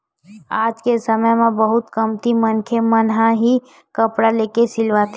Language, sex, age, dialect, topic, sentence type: Chhattisgarhi, female, 18-24, Western/Budati/Khatahi, banking, statement